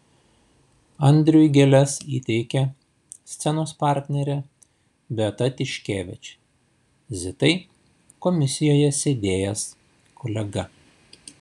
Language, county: Lithuanian, Šiauliai